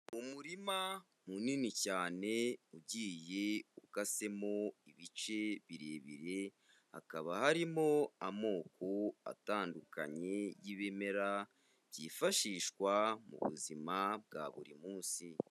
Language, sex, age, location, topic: Kinyarwanda, male, 25-35, Kigali, agriculture